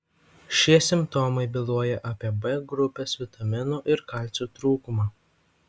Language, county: Lithuanian, Vilnius